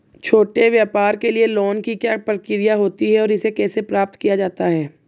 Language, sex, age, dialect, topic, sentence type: Hindi, female, 18-24, Marwari Dhudhari, banking, question